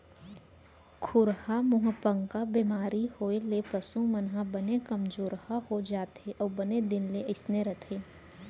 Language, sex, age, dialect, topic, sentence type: Chhattisgarhi, female, 18-24, Central, agriculture, statement